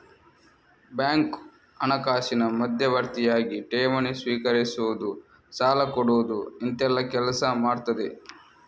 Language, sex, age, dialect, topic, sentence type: Kannada, male, 31-35, Coastal/Dakshin, banking, statement